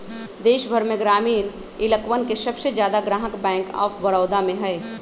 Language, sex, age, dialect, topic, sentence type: Magahi, male, 18-24, Western, banking, statement